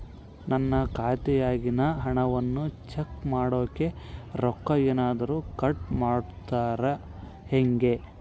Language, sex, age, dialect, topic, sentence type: Kannada, male, 51-55, Central, banking, question